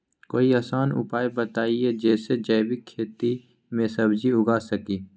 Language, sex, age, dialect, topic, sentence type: Magahi, male, 18-24, Western, agriculture, question